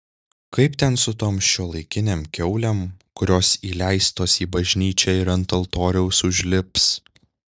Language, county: Lithuanian, Šiauliai